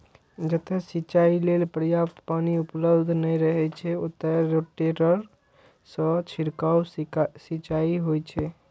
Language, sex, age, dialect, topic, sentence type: Maithili, male, 36-40, Eastern / Thethi, agriculture, statement